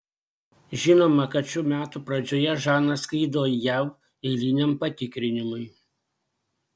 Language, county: Lithuanian, Panevėžys